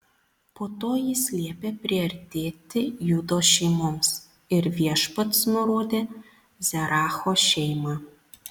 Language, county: Lithuanian, Panevėžys